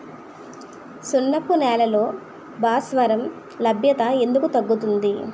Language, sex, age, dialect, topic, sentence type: Telugu, female, 25-30, Utterandhra, agriculture, question